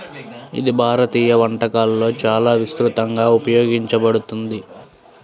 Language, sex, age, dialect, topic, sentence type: Telugu, male, 18-24, Central/Coastal, agriculture, statement